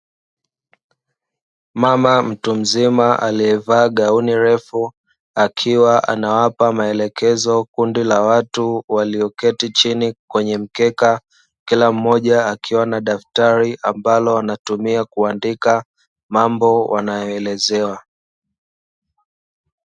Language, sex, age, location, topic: Swahili, male, 25-35, Dar es Salaam, education